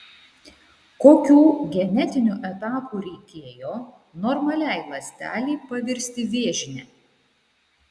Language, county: Lithuanian, Šiauliai